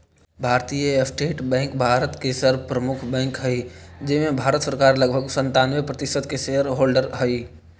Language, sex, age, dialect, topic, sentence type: Magahi, male, 18-24, Central/Standard, banking, statement